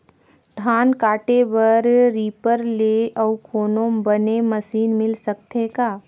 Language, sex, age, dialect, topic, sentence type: Chhattisgarhi, female, 25-30, Northern/Bhandar, agriculture, question